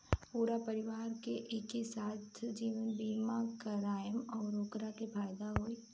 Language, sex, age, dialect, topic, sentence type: Bhojpuri, female, 31-35, Southern / Standard, banking, question